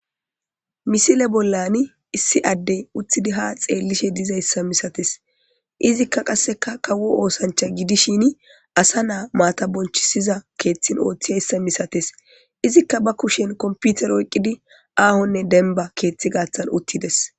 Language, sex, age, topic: Gamo, male, 25-35, government